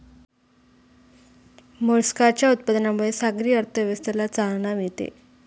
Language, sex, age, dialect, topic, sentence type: Marathi, female, 18-24, Standard Marathi, agriculture, statement